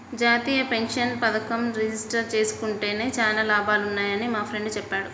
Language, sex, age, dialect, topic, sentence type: Telugu, female, 25-30, Central/Coastal, banking, statement